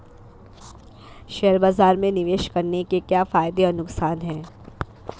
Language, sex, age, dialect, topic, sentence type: Hindi, female, 25-30, Marwari Dhudhari, banking, question